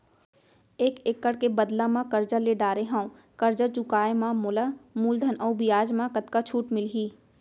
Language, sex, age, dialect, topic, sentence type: Chhattisgarhi, female, 25-30, Central, agriculture, question